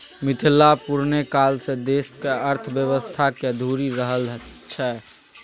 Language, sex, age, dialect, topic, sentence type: Maithili, male, 18-24, Bajjika, banking, statement